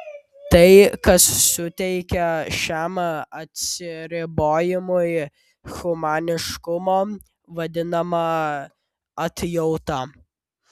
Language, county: Lithuanian, Vilnius